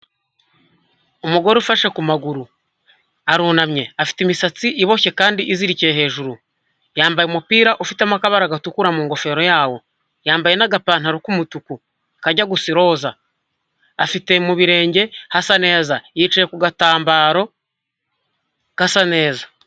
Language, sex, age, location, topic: Kinyarwanda, male, 25-35, Huye, health